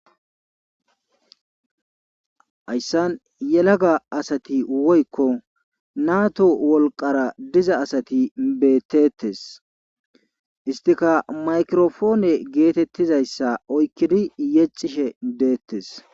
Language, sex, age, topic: Gamo, male, 18-24, government